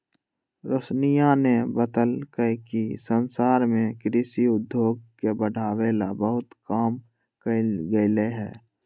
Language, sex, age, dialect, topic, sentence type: Magahi, male, 18-24, Western, agriculture, statement